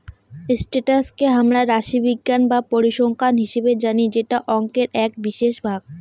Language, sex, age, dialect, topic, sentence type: Bengali, female, 18-24, Rajbangshi, banking, statement